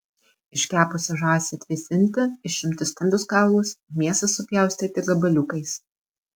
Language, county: Lithuanian, Vilnius